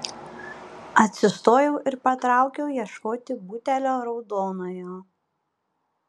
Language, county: Lithuanian, Panevėžys